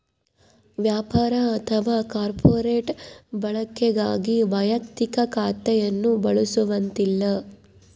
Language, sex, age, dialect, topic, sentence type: Kannada, female, 25-30, Central, banking, statement